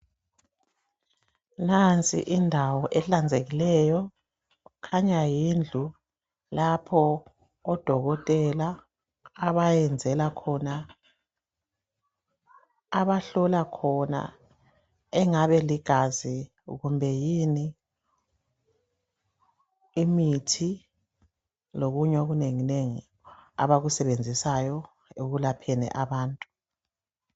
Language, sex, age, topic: North Ndebele, female, 36-49, health